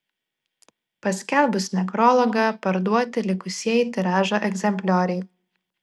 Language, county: Lithuanian, Vilnius